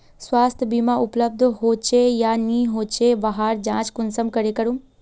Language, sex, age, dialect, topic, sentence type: Magahi, female, 36-40, Northeastern/Surjapuri, banking, question